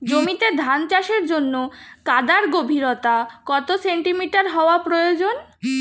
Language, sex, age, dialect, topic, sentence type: Bengali, female, 36-40, Standard Colloquial, agriculture, question